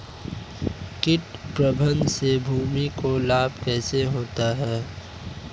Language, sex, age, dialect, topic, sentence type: Hindi, male, 18-24, Marwari Dhudhari, agriculture, question